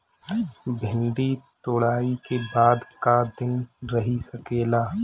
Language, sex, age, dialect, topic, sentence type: Bhojpuri, male, 25-30, Northern, agriculture, question